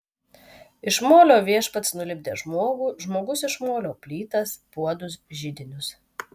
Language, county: Lithuanian, Vilnius